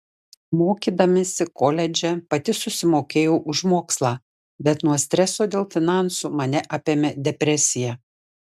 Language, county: Lithuanian, Šiauliai